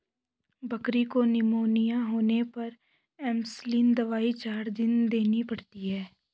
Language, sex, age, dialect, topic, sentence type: Hindi, male, 18-24, Hindustani Malvi Khadi Boli, agriculture, statement